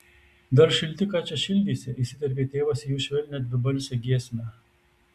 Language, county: Lithuanian, Tauragė